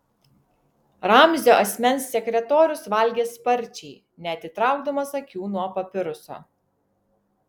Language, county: Lithuanian, Vilnius